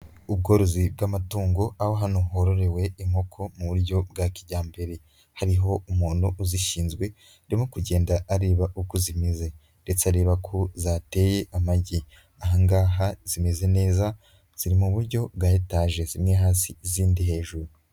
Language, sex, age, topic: Kinyarwanda, male, 25-35, agriculture